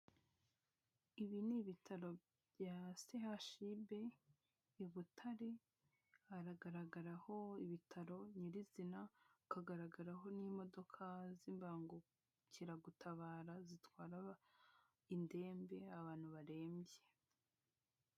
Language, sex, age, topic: Kinyarwanda, female, 25-35, government